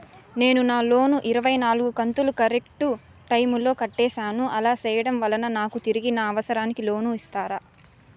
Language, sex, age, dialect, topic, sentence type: Telugu, female, 18-24, Southern, banking, question